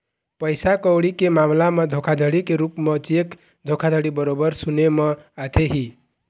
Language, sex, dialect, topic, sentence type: Chhattisgarhi, male, Eastern, banking, statement